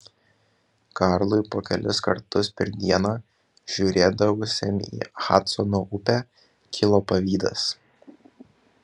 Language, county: Lithuanian, Kaunas